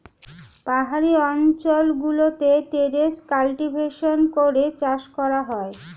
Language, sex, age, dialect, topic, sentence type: Bengali, female, <18, Standard Colloquial, agriculture, statement